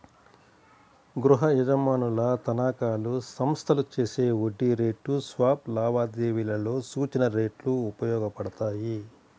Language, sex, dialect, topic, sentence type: Telugu, male, Central/Coastal, banking, statement